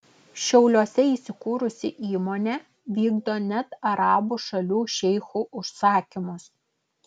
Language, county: Lithuanian, Klaipėda